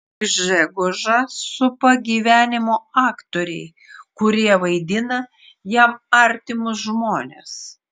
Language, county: Lithuanian, Klaipėda